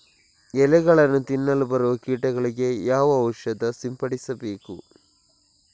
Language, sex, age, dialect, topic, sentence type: Kannada, male, 56-60, Coastal/Dakshin, agriculture, question